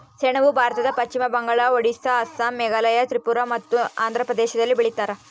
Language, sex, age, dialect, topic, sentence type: Kannada, female, 18-24, Central, agriculture, statement